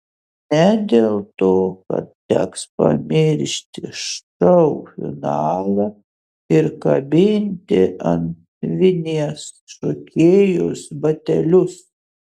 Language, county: Lithuanian, Utena